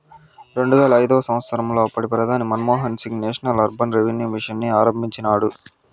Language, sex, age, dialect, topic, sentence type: Telugu, male, 60-100, Southern, banking, statement